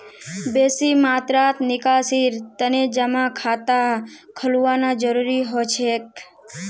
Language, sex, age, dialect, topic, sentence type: Magahi, female, 18-24, Northeastern/Surjapuri, banking, statement